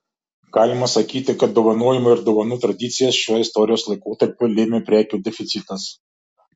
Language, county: Lithuanian, Šiauliai